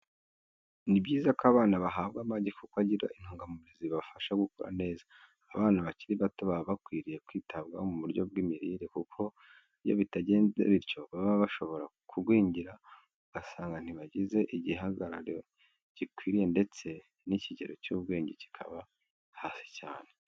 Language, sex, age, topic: Kinyarwanda, male, 25-35, education